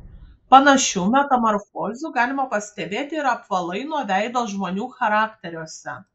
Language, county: Lithuanian, Kaunas